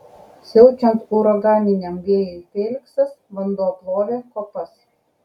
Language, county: Lithuanian, Kaunas